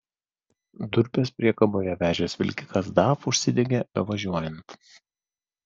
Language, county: Lithuanian, Vilnius